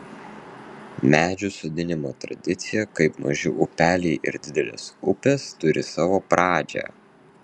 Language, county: Lithuanian, Vilnius